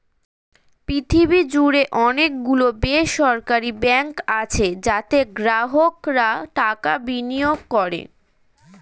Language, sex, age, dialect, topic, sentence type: Bengali, female, 25-30, Standard Colloquial, banking, statement